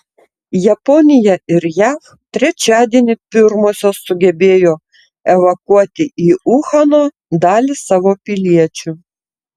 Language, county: Lithuanian, Tauragė